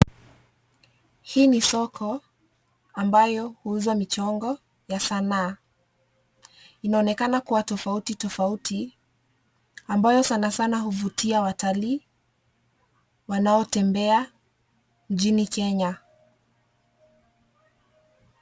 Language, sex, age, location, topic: Swahili, female, 25-35, Nairobi, finance